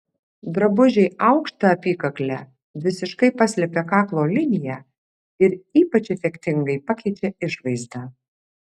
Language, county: Lithuanian, Alytus